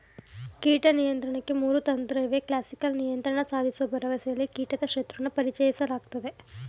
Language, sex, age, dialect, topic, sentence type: Kannada, female, 18-24, Mysore Kannada, agriculture, statement